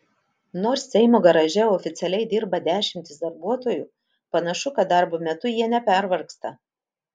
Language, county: Lithuanian, Utena